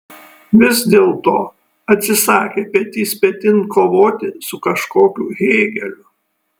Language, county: Lithuanian, Kaunas